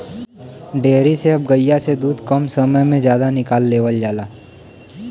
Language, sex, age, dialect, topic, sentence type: Bhojpuri, male, 18-24, Western, agriculture, statement